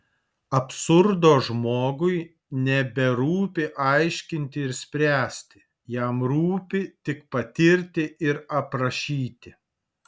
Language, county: Lithuanian, Alytus